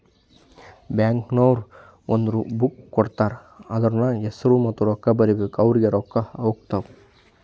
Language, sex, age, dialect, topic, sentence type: Kannada, male, 25-30, Northeastern, banking, statement